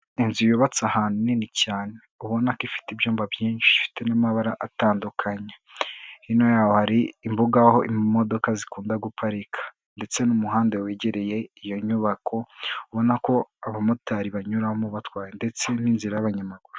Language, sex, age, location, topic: Kinyarwanda, female, 25-35, Kigali, government